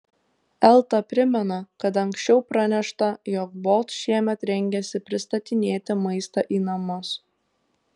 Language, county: Lithuanian, Tauragė